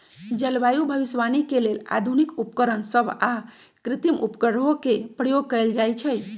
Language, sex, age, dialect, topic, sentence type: Magahi, female, 46-50, Western, agriculture, statement